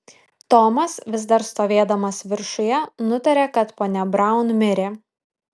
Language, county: Lithuanian, Vilnius